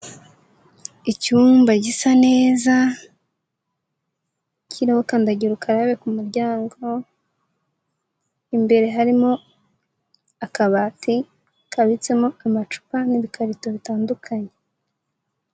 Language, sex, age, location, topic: Kinyarwanda, female, 18-24, Huye, agriculture